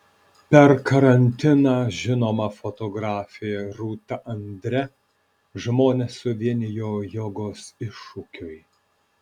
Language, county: Lithuanian, Alytus